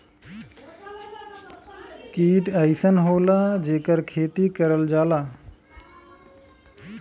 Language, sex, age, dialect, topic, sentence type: Bhojpuri, male, 25-30, Western, agriculture, statement